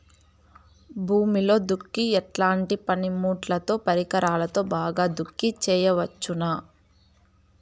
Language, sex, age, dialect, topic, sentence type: Telugu, female, 18-24, Southern, agriculture, question